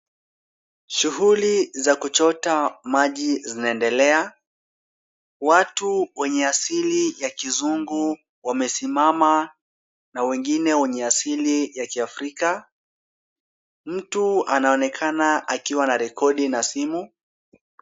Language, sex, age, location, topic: Swahili, male, 18-24, Kisumu, health